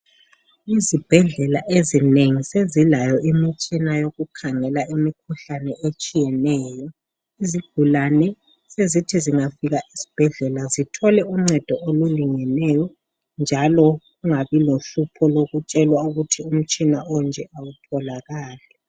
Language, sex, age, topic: North Ndebele, male, 50+, health